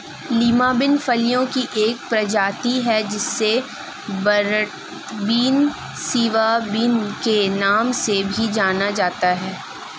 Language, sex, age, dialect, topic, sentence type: Hindi, female, 18-24, Marwari Dhudhari, agriculture, statement